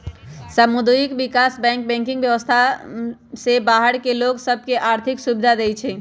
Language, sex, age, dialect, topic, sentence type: Magahi, male, 31-35, Western, banking, statement